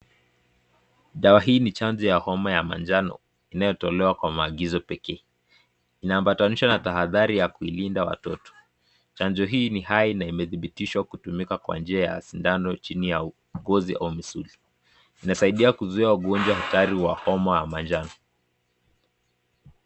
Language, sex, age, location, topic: Swahili, male, 18-24, Nakuru, health